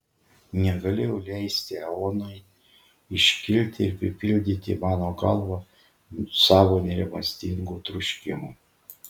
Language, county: Lithuanian, Šiauliai